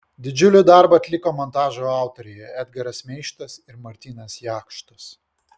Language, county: Lithuanian, Vilnius